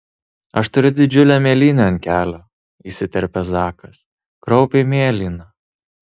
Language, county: Lithuanian, Tauragė